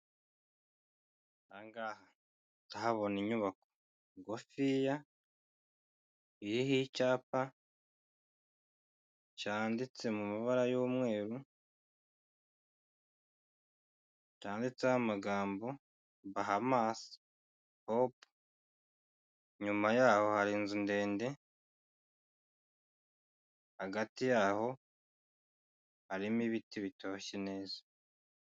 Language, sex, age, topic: Kinyarwanda, male, 25-35, finance